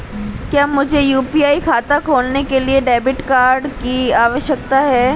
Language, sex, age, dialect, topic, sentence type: Hindi, female, 18-24, Marwari Dhudhari, banking, question